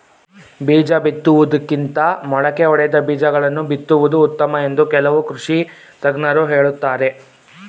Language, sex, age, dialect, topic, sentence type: Kannada, male, 18-24, Mysore Kannada, agriculture, statement